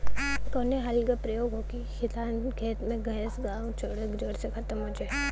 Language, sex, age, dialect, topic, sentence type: Bhojpuri, female, 18-24, Western, agriculture, question